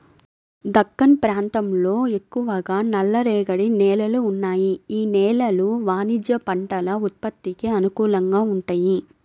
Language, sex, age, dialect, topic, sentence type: Telugu, female, 25-30, Central/Coastal, agriculture, statement